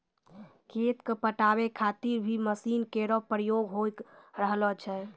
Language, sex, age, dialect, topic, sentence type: Maithili, female, 18-24, Angika, agriculture, statement